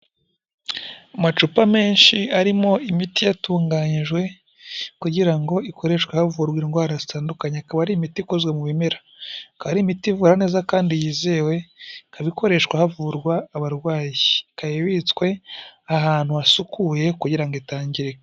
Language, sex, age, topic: Kinyarwanda, male, 18-24, health